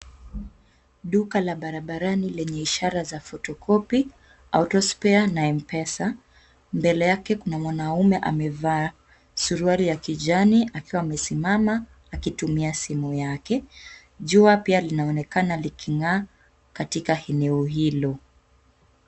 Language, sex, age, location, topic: Swahili, female, 25-35, Kisumu, finance